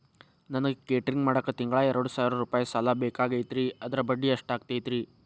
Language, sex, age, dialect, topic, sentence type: Kannada, male, 18-24, Dharwad Kannada, banking, question